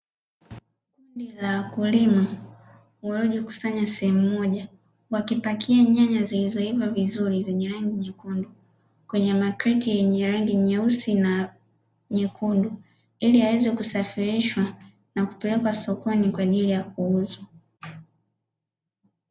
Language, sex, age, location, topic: Swahili, female, 25-35, Dar es Salaam, agriculture